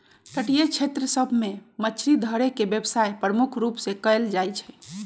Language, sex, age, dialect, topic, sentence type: Magahi, male, 18-24, Western, agriculture, statement